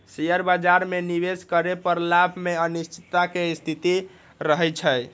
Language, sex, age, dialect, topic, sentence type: Magahi, male, 18-24, Western, banking, statement